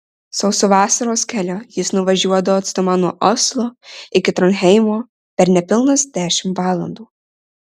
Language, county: Lithuanian, Marijampolė